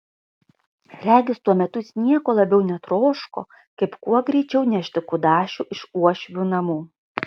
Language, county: Lithuanian, Kaunas